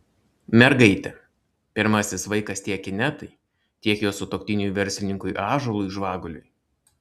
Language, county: Lithuanian, Klaipėda